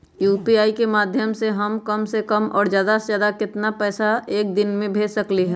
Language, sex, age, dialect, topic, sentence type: Magahi, female, 18-24, Western, banking, question